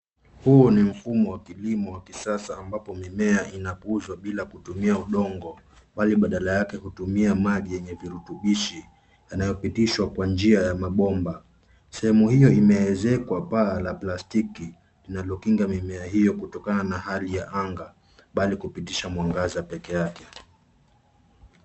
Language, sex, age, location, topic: Swahili, male, 25-35, Nairobi, agriculture